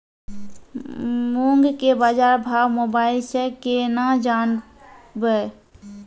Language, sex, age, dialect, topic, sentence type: Maithili, female, 18-24, Angika, agriculture, question